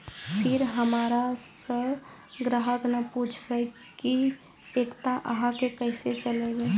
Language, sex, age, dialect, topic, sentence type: Maithili, female, 18-24, Angika, banking, question